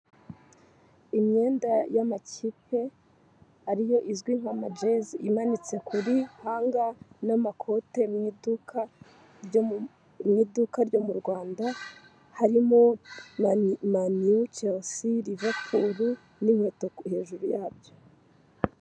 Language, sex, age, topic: Kinyarwanda, female, 18-24, finance